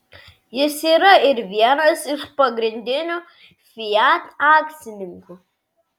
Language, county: Lithuanian, Vilnius